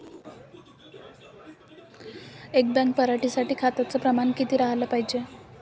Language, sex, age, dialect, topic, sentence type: Marathi, female, 18-24, Varhadi, agriculture, question